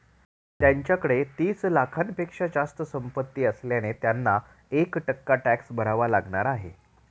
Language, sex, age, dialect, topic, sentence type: Marathi, male, 36-40, Standard Marathi, banking, statement